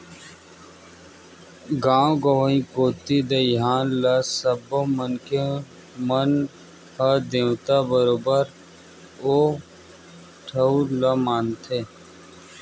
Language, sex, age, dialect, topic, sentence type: Chhattisgarhi, male, 18-24, Western/Budati/Khatahi, agriculture, statement